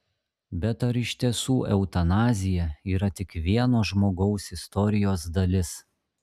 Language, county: Lithuanian, Šiauliai